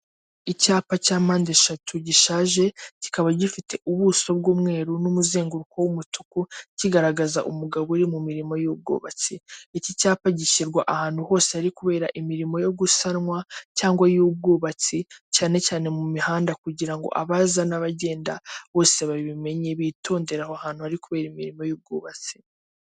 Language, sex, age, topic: Kinyarwanda, female, 18-24, government